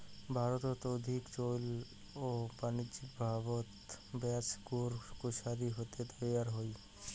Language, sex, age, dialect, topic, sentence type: Bengali, male, 18-24, Rajbangshi, agriculture, statement